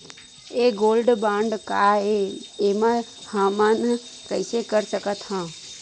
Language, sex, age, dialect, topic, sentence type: Chhattisgarhi, female, 41-45, Western/Budati/Khatahi, banking, question